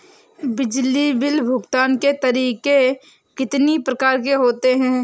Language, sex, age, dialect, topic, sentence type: Hindi, female, 18-24, Awadhi Bundeli, banking, question